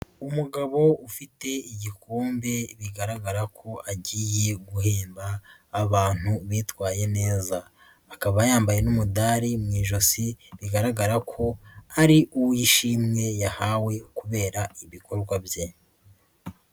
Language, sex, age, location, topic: Kinyarwanda, female, 50+, Nyagatare, education